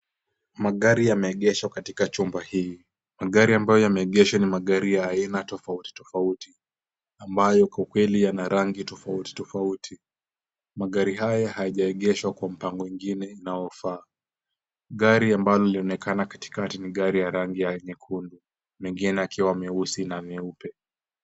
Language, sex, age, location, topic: Swahili, male, 18-24, Kisumu, finance